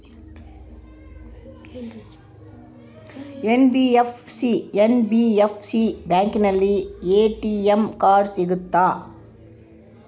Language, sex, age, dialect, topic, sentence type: Kannada, female, 18-24, Central, banking, question